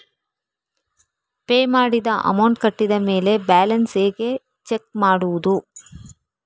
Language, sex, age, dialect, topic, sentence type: Kannada, female, 36-40, Coastal/Dakshin, banking, question